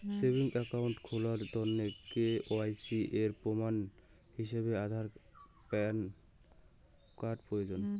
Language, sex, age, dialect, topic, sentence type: Bengali, male, 18-24, Rajbangshi, banking, statement